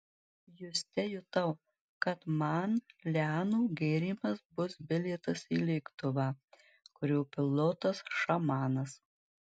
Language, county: Lithuanian, Marijampolė